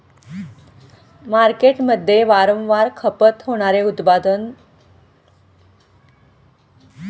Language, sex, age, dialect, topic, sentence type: Marathi, female, 46-50, Standard Marathi, agriculture, question